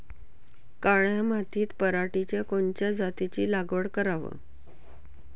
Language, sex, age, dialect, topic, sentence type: Marathi, female, 41-45, Varhadi, agriculture, question